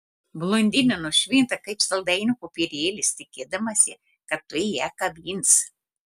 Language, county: Lithuanian, Telšiai